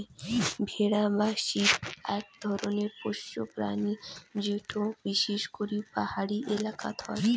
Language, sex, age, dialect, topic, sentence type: Bengali, female, 18-24, Rajbangshi, agriculture, statement